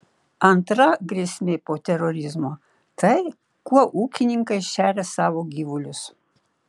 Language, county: Lithuanian, Šiauliai